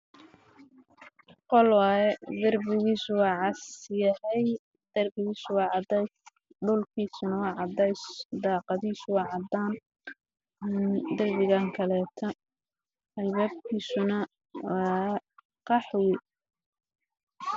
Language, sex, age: Somali, male, 18-24